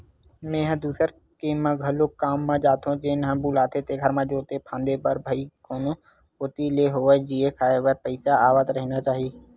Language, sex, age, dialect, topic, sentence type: Chhattisgarhi, male, 18-24, Western/Budati/Khatahi, banking, statement